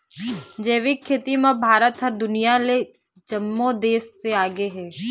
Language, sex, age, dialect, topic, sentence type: Chhattisgarhi, female, 18-24, Eastern, agriculture, statement